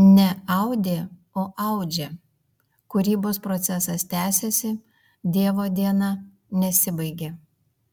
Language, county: Lithuanian, Vilnius